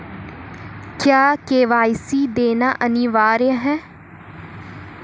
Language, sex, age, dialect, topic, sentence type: Hindi, female, 18-24, Marwari Dhudhari, banking, question